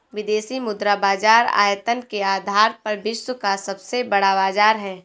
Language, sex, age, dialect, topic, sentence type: Hindi, female, 18-24, Marwari Dhudhari, banking, statement